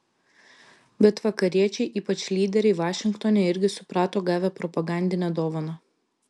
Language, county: Lithuanian, Vilnius